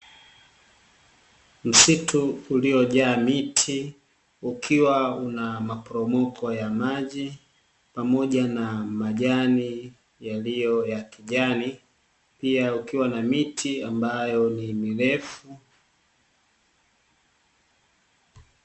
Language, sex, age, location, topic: Swahili, male, 25-35, Dar es Salaam, agriculture